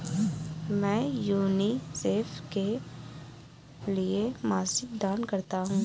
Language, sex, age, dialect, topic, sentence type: Hindi, female, 18-24, Awadhi Bundeli, banking, statement